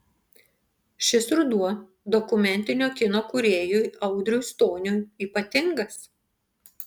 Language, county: Lithuanian, Panevėžys